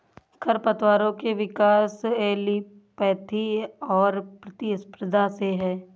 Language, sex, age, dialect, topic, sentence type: Hindi, female, 18-24, Awadhi Bundeli, agriculture, statement